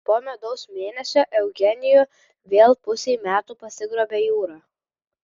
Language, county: Lithuanian, Vilnius